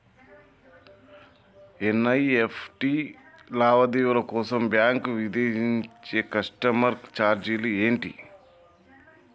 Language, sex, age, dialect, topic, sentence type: Telugu, male, 31-35, Telangana, banking, question